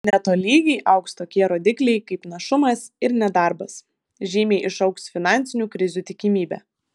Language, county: Lithuanian, Vilnius